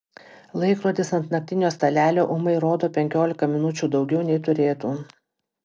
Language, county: Lithuanian, Panevėžys